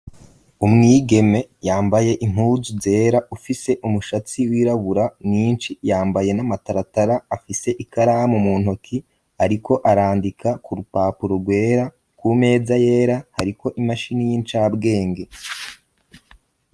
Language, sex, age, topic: Rundi, male, 25-35, education